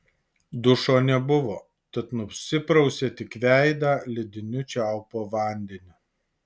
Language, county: Lithuanian, Alytus